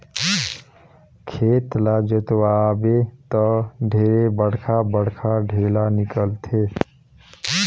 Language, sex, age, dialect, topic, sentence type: Chhattisgarhi, male, 31-35, Northern/Bhandar, agriculture, statement